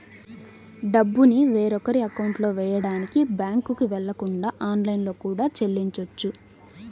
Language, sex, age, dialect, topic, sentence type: Telugu, female, 18-24, Central/Coastal, banking, statement